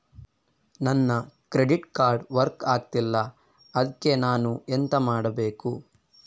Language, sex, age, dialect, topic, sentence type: Kannada, male, 18-24, Coastal/Dakshin, banking, question